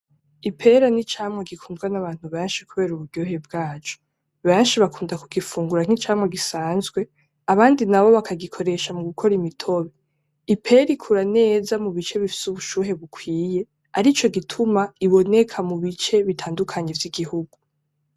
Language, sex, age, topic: Rundi, female, 18-24, agriculture